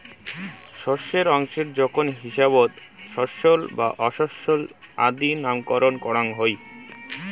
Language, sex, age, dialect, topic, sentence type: Bengali, male, 18-24, Rajbangshi, agriculture, statement